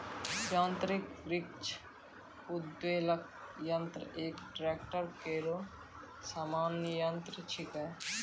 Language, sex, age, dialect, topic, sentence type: Maithili, male, 18-24, Angika, agriculture, statement